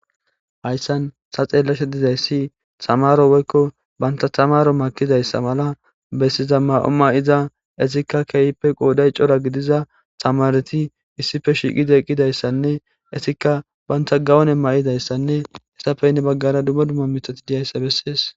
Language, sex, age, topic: Gamo, male, 18-24, government